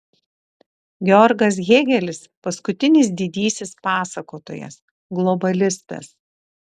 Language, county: Lithuanian, Šiauliai